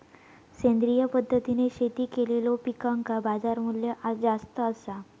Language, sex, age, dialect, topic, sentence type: Marathi, female, 18-24, Southern Konkan, agriculture, statement